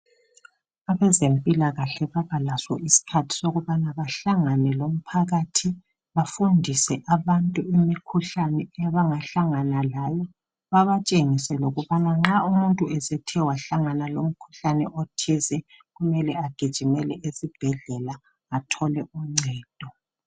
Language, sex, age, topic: North Ndebele, male, 50+, health